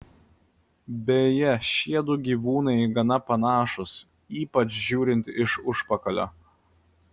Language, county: Lithuanian, Klaipėda